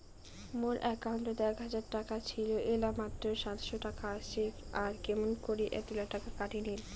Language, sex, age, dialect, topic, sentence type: Bengali, female, 18-24, Rajbangshi, banking, question